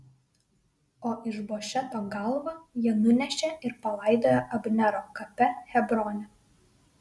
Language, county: Lithuanian, Vilnius